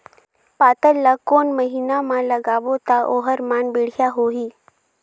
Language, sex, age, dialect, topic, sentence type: Chhattisgarhi, female, 18-24, Northern/Bhandar, agriculture, question